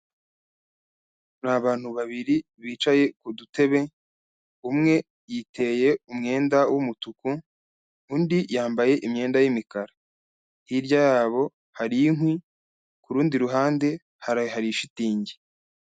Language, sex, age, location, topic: Kinyarwanda, male, 25-35, Kigali, health